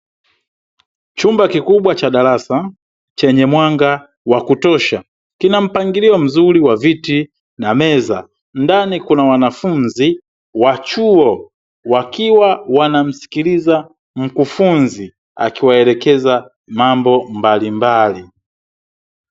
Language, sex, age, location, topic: Swahili, male, 36-49, Dar es Salaam, education